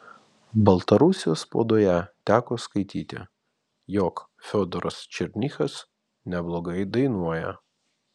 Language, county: Lithuanian, Vilnius